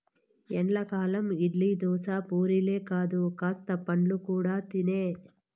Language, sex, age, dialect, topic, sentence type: Telugu, female, 18-24, Southern, agriculture, statement